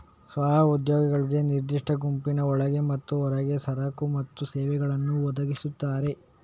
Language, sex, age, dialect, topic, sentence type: Kannada, male, 36-40, Coastal/Dakshin, banking, statement